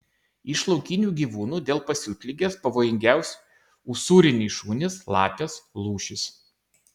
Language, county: Lithuanian, Kaunas